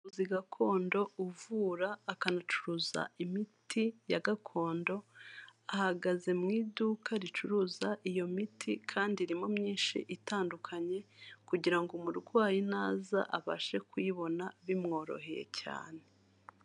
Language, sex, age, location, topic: Kinyarwanda, female, 36-49, Kigali, health